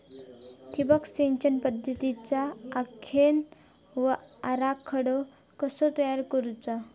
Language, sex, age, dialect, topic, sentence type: Marathi, female, 25-30, Southern Konkan, agriculture, question